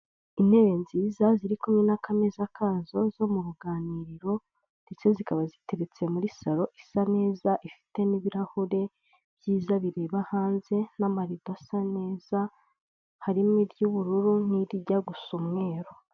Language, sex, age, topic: Kinyarwanda, female, 25-35, finance